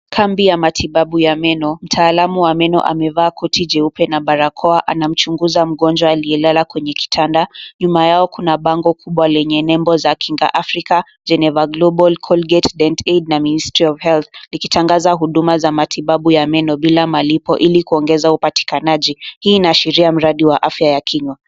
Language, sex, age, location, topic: Swahili, female, 18-24, Mombasa, health